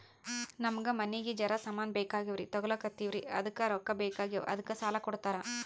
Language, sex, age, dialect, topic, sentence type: Kannada, male, 25-30, Northeastern, banking, question